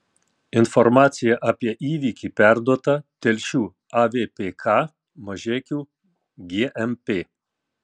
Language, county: Lithuanian, Tauragė